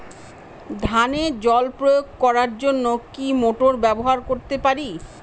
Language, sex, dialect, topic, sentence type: Bengali, female, Northern/Varendri, agriculture, question